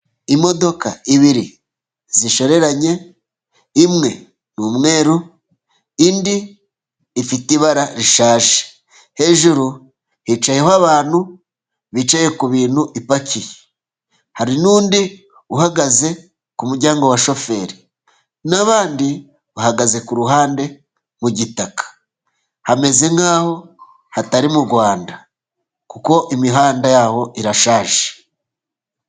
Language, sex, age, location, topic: Kinyarwanda, male, 36-49, Musanze, government